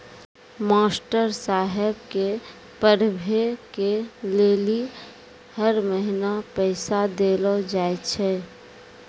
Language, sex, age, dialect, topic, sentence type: Maithili, female, 31-35, Angika, banking, statement